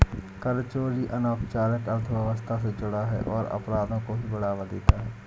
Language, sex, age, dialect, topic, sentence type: Hindi, male, 60-100, Awadhi Bundeli, banking, statement